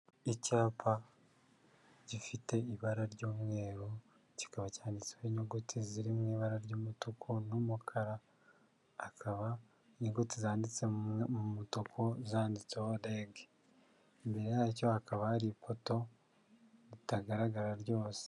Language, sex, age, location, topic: Kinyarwanda, male, 50+, Kigali, government